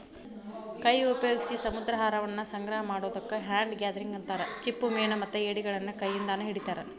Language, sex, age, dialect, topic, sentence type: Kannada, female, 25-30, Dharwad Kannada, agriculture, statement